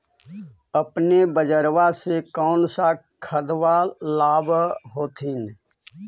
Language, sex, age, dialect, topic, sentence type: Magahi, male, 41-45, Central/Standard, agriculture, question